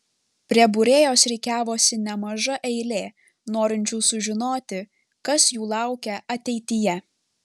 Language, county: Lithuanian, Panevėžys